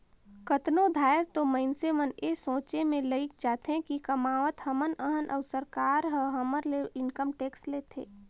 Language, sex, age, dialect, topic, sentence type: Chhattisgarhi, female, 25-30, Northern/Bhandar, banking, statement